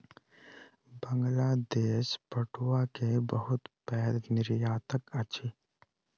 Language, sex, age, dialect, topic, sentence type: Maithili, male, 18-24, Southern/Standard, agriculture, statement